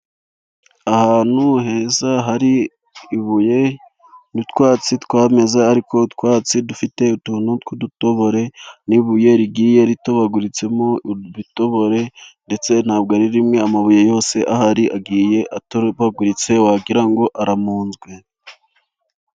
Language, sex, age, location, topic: Kinyarwanda, male, 25-35, Musanze, health